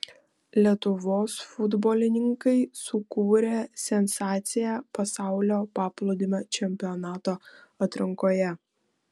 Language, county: Lithuanian, Vilnius